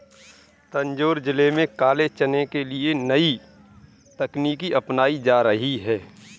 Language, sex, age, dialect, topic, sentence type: Hindi, male, 31-35, Kanauji Braj Bhasha, agriculture, statement